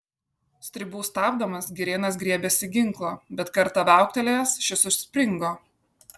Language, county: Lithuanian, Kaunas